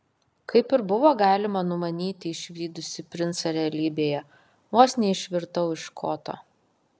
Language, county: Lithuanian, Kaunas